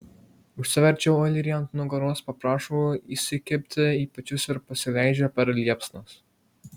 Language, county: Lithuanian, Marijampolė